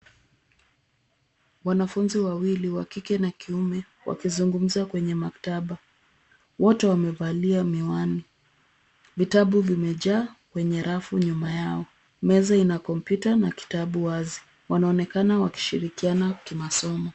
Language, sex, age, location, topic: Swahili, female, 25-35, Nairobi, education